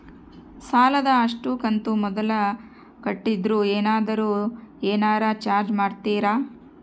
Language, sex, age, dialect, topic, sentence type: Kannada, female, 31-35, Central, banking, question